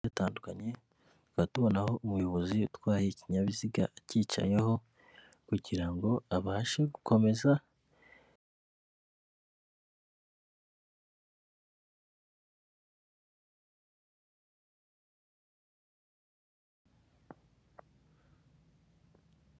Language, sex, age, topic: Kinyarwanda, female, 18-24, government